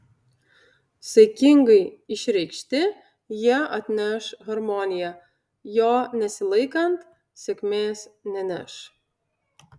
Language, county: Lithuanian, Utena